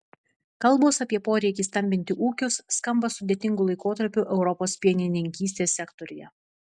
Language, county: Lithuanian, Vilnius